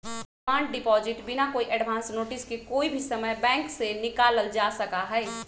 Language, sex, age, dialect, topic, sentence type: Magahi, female, 36-40, Western, banking, statement